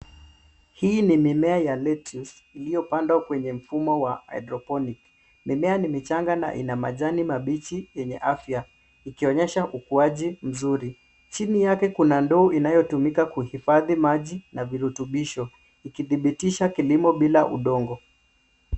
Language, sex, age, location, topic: Swahili, male, 25-35, Nairobi, agriculture